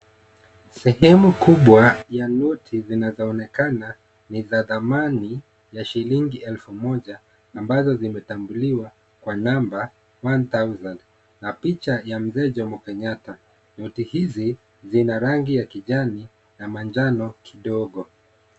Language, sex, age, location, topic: Swahili, male, 36-49, Kisii, finance